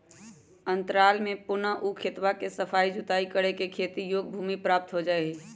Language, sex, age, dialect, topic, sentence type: Magahi, female, 25-30, Western, agriculture, statement